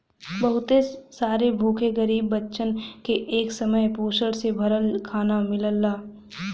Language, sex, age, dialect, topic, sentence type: Bhojpuri, female, 18-24, Western, agriculture, statement